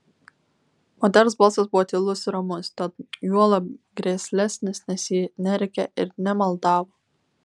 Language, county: Lithuanian, Vilnius